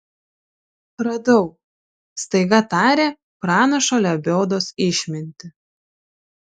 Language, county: Lithuanian, Šiauliai